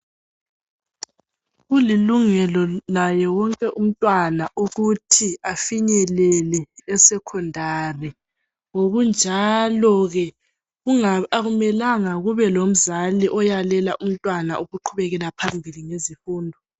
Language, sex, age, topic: North Ndebele, female, 18-24, education